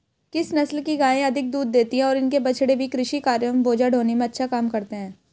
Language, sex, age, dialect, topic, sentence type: Hindi, female, 18-24, Hindustani Malvi Khadi Boli, agriculture, question